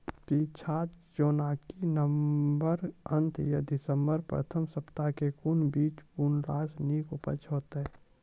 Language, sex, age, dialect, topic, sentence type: Maithili, male, 18-24, Angika, agriculture, question